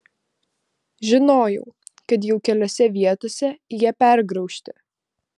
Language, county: Lithuanian, Vilnius